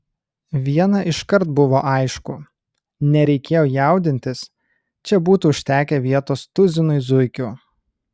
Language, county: Lithuanian, Kaunas